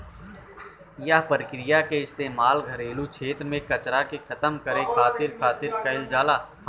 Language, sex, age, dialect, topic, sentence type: Bhojpuri, male, 31-35, Southern / Standard, agriculture, statement